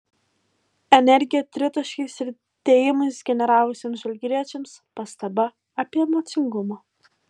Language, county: Lithuanian, Alytus